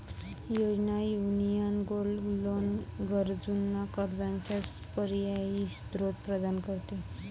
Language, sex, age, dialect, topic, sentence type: Marathi, male, 18-24, Varhadi, banking, statement